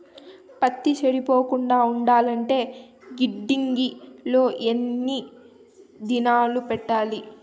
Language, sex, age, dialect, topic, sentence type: Telugu, female, 18-24, Southern, agriculture, question